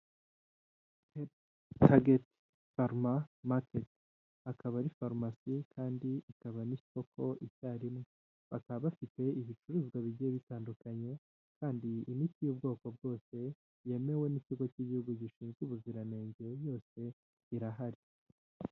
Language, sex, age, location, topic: Kinyarwanda, male, 18-24, Huye, health